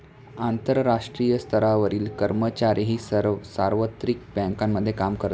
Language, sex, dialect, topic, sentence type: Marathi, male, Standard Marathi, banking, statement